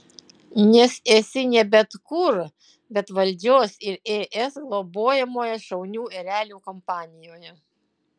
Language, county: Lithuanian, Utena